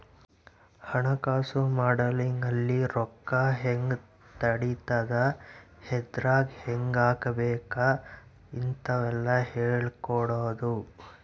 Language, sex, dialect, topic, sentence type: Kannada, male, Central, banking, statement